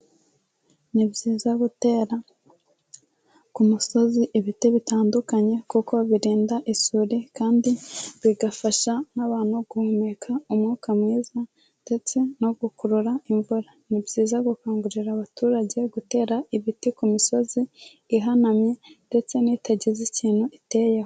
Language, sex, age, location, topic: Kinyarwanda, female, 18-24, Kigali, agriculture